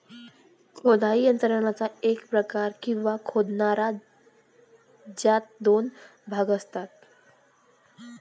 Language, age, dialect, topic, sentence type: Marathi, 25-30, Varhadi, agriculture, statement